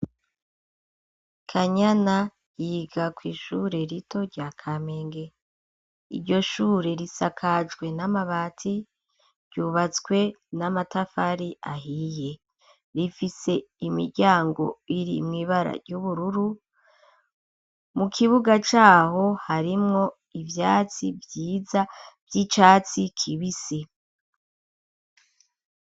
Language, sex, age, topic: Rundi, female, 36-49, education